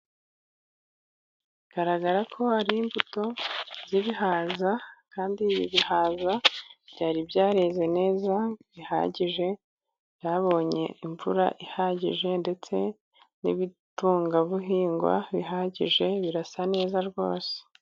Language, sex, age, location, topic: Kinyarwanda, female, 18-24, Musanze, agriculture